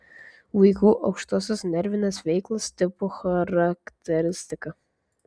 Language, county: Lithuanian, Vilnius